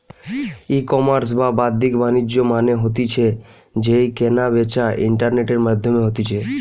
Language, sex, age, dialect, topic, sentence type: Bengali, male, 18-24, Western, banking, statement